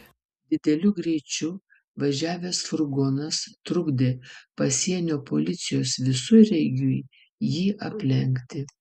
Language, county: Lithuanian, Vilnius